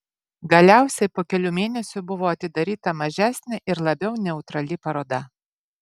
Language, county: Lithuanian, Vilnius